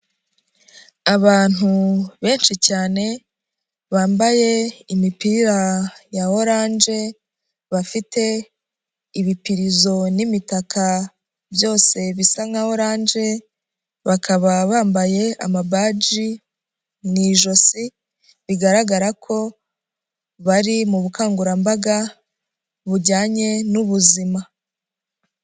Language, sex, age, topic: Kinyarwanda, female, 25-35, health